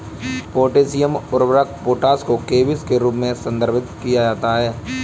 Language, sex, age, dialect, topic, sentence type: Hindi, male, 25-30, Kanauji Braj Bhasha, agriculture, statement